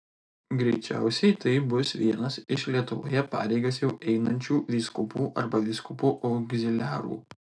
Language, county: Lithuanian, Telšiai